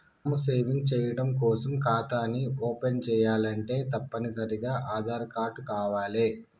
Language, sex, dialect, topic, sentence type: Telugu, male, Telangana, banking, statement